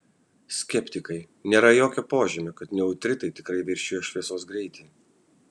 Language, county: Lithuanian, Kaunas